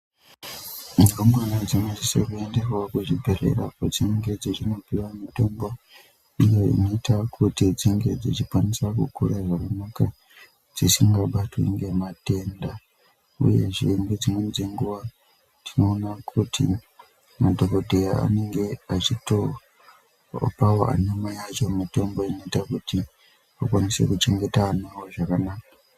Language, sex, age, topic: Ndau, male, 25-35, health